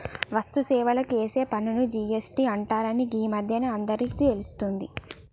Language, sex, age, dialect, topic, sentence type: Telugu, female, 25-30, Telangana, banking, statement